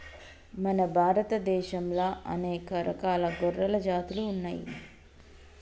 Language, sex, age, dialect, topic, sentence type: Telugu, female, 31-35, Telangana, agriculture, statement